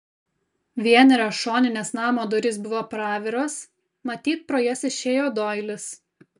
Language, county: Lithuanian, Kaunas